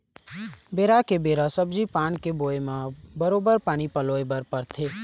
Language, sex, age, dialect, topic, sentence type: Chhattisgarhi, male, 18-24, Eastern, agriculture, statement